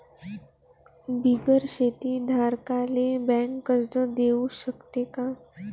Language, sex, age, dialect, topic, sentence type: Marathi, female, 18-24, Varhadi, agriculture, question